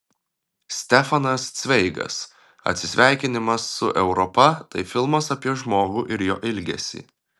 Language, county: Lithuanian, Klaipėda